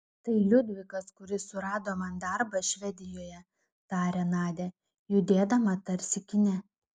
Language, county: Lithuanian, Klaipėda